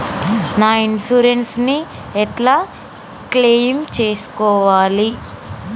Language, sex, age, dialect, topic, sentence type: Telugu, female, 25-30, Telangana, banking, question